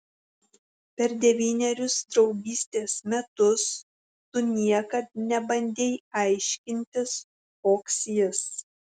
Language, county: Lithuanian, Šiauliai